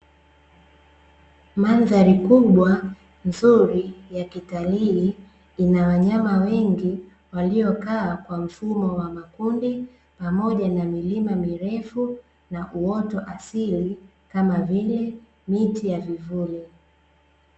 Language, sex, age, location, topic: Swahili, female, 25-35, Dar es Salaam, agriculture